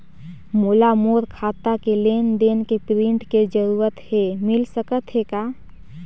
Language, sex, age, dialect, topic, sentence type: Chhattisgarhi, female, 18-24, Northern/Bhandar, banking, question